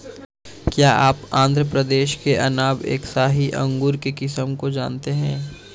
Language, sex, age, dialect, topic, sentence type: Hindi, male, 31-35, Marwari Dhudhari, agriculture, statement